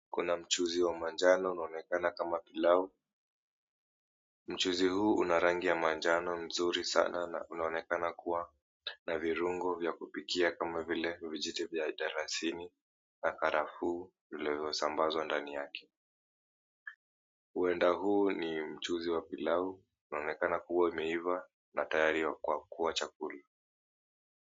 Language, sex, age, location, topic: Swahili, male, 18-24, Mombasa, agriculture